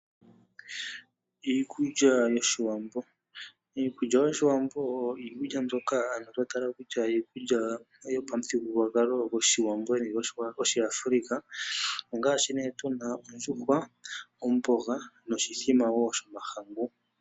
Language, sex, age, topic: Oshiwambo, male, 18-24, agriculture